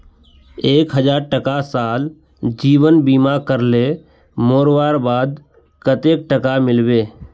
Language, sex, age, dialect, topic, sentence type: Magahi, male, 18-24, Northeastern/Surjapuri, banking, question